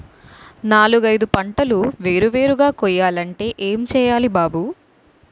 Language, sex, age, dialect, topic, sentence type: Telugu, female, 18-24, Utterandhra, agriculture, statement